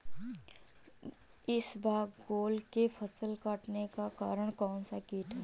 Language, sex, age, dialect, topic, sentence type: Hindi, female, 18-24, Marwari Dhudhari, agriculture, question